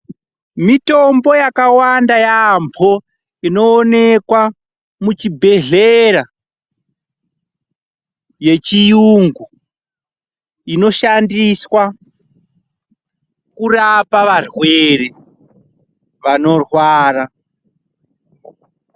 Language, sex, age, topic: Ndau, male, 25-35, health